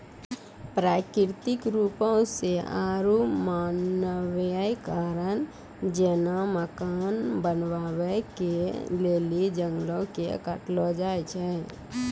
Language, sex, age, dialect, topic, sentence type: Maithili, female, 25-30, Angika, agriculture, statement